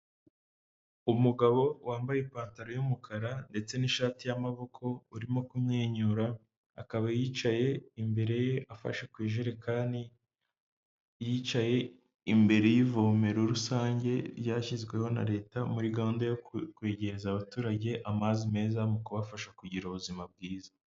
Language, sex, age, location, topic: Kinyarwanda, male, 18-24, Huye, health